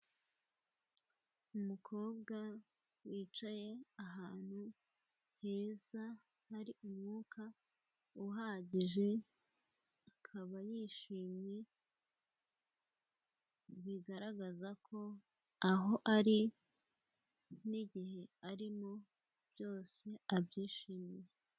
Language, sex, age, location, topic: Kinyarwanda, female, 18-24, Kigali, health